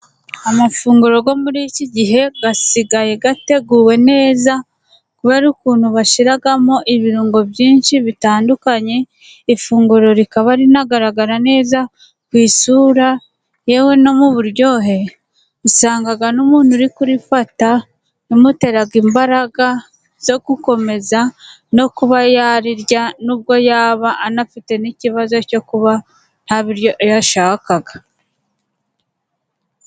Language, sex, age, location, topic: Kinyarwanda, female, 25-35, Musanze, agriculture